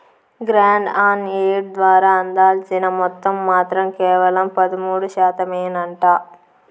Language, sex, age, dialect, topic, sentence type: Telugu, female, 25-30, Southern, banking, statement